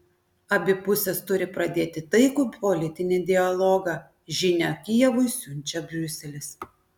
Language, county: Lithuanian, Klaipėda